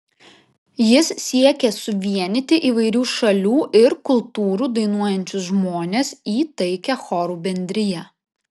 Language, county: Lithuanian, Vilnius